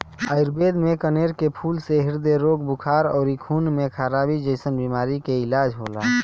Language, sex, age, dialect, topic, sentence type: Bhojpuri, male, 18-24, Northern, agriculture, statement